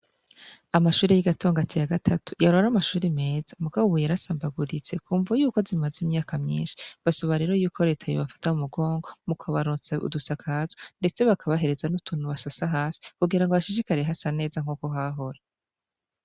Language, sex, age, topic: Rundi, female, 25-35, education